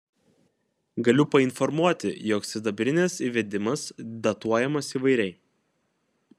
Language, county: Lithuanian, Kaunas